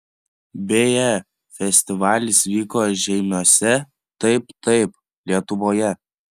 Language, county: Lithuanian, Panevėžys